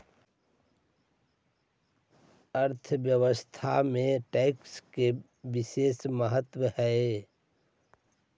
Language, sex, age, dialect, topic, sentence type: Magahi, male, 41-45, Central/Standard, banking, statement